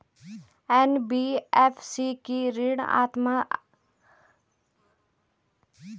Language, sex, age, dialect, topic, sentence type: Hindi, female, 25-30, Garhwali, banking, question